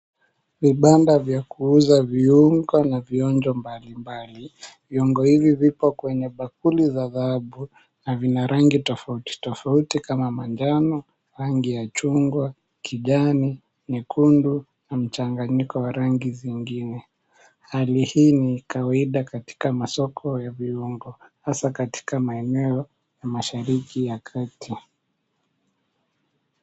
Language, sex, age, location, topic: Swahili, male, 18-24, Mombasa, agriculture